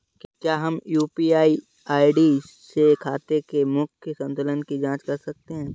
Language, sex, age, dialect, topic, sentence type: Hindi, male, 31-35, Awadhi Bundeli, banking, question